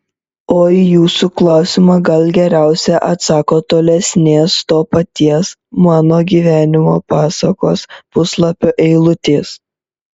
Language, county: Lithuanian, Šiauliai